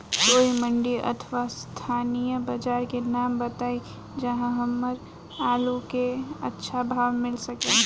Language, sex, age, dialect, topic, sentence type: Bhojpuri, female, 18-24, Southern / Standard, agriculture, question